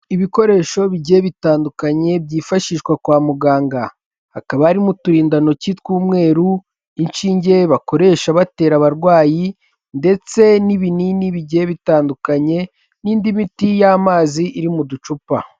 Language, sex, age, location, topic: Kinyarwanda, male, 18-24, Kigali, health